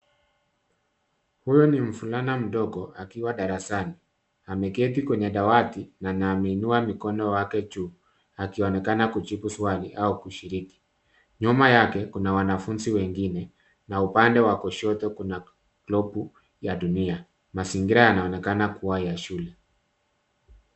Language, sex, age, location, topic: Swahili, male, 50+, Nairobi, education